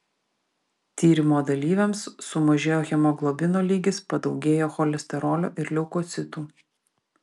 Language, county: Lithuanian, Vilnius